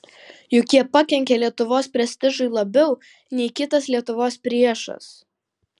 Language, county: Lithuanian, Vilnius